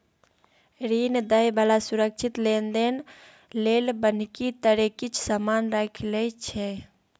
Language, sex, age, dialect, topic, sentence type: Maithili, male, 36-40, Bajjika, banking, statement